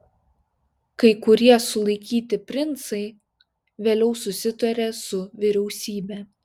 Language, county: Lithuanian, Šiauliai